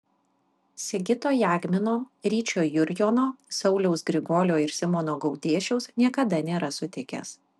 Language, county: Lithuanian, Vilnius